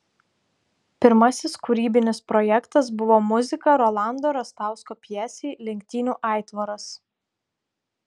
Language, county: Lithuanian, Tauragė